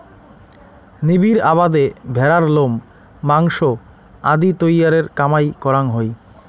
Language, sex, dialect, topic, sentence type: Bengali, male, Rajbangshi, agriculture, statement